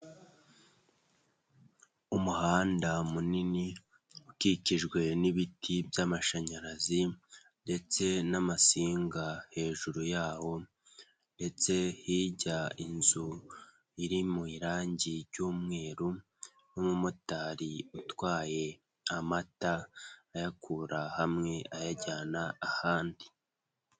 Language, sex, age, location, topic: Kinyarwanda, male, 18-24, Nyagatare, finance